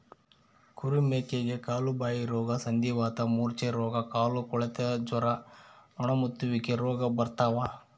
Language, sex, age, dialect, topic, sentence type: Kannada, male, 31-35, Central, agriculture, statement